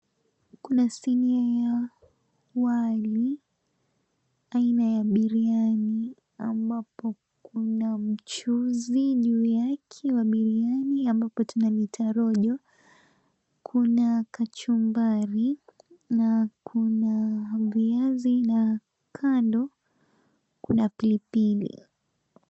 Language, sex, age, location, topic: Swahili, female, 18-24, Mombasa, agriculture